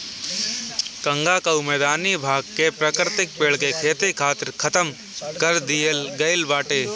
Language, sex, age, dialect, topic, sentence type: Bhojpuri, male, 18-24, Northern, agriculture, statement